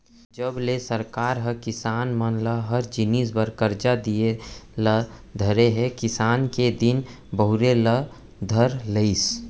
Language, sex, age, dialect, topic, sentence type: Chhattisgarhi, male, 25-30, Central, agriculture, statement